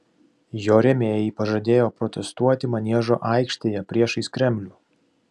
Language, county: Lithuanian, Vilnius